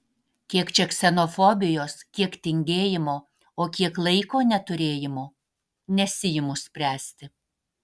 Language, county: Lithuanian, Vilnius